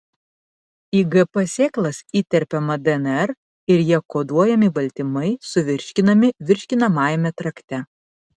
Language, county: Lithuanian, Panevėžys